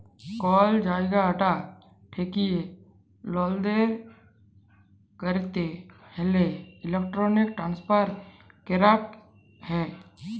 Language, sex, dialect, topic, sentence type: Bengali, male, Jharkhandi, banking, statement